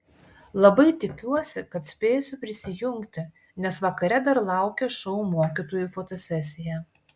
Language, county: Lithuanian, Klaipėda